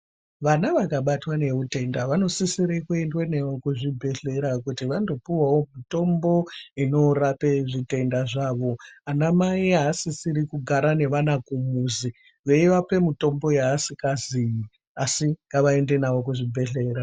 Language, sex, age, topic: Ndau, female, 25-35, health